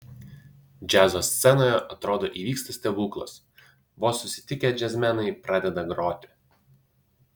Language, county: Lithuanian, Utena